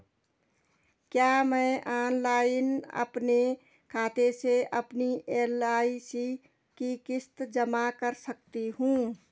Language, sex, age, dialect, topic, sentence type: Hindi, female, 46-50, Garhwali, banking, question